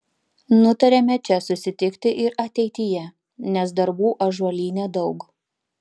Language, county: Lithuanian, Panevėžys